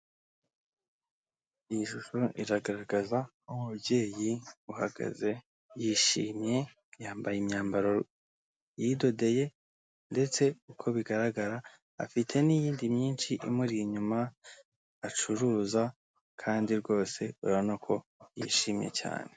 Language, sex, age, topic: Kinyarwanda, male, 25-35, finance